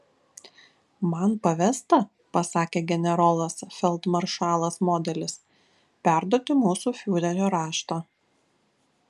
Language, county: Lithuanian, Kaunas